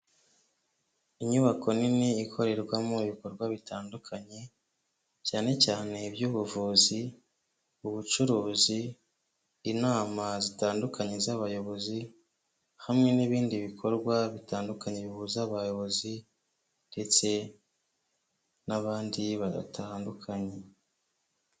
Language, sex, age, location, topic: Kinyarwanda, male, 25-35, Kigali, health